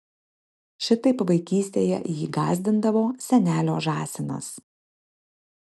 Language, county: Lithuanian, Panevėžys